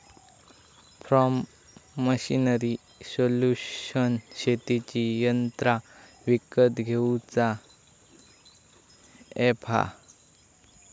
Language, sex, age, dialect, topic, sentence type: Marathi, male, 18-24, Southern Konkan, agriculture, statement